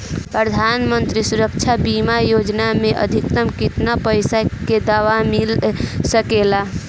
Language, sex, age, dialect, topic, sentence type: Bhojpuri, female, <18, Northern, banking, question